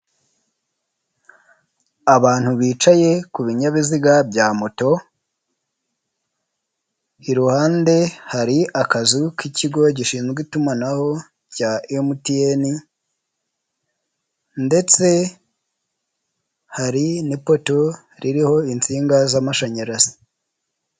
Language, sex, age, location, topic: Kinyarwanda, male, 25-35, Nyagatare, finance